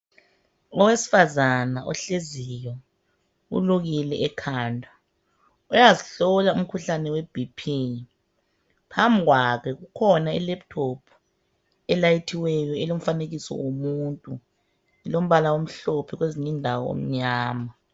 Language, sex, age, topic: North Ndebele, male, 50+, health